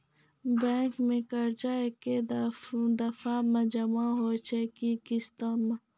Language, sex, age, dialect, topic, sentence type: Maithili, female, 51-55, Angika, banking, question